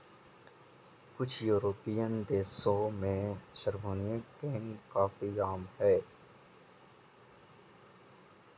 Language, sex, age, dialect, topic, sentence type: Hindi, female, 56-60, Marwari Dhudhari, banking, statement